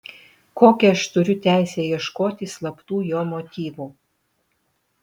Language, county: Lithuanian, Utena